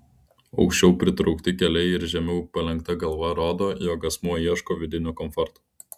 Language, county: Lithuanian, Klaipėda